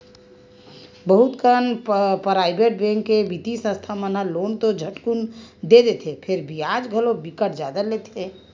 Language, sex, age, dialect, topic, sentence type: Chhattisgarhi, female, 18-24, Western/Budati/Khatahi, banking, statement